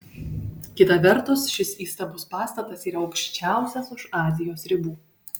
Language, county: Lithuanian, Panevėžys